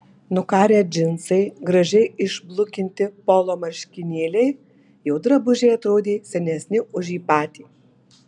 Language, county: Lithuanian, Marijampolė